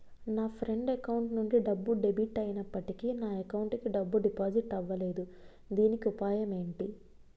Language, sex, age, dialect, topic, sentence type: Telugu, female, 25-30, Utterandhra, banking, question